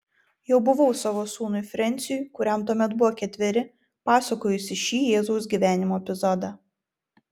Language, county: Lithuanian, Vilnius